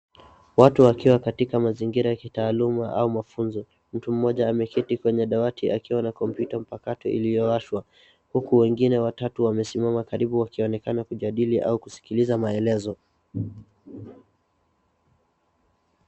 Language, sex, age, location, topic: Swahili, male, 36-49, Wajir, government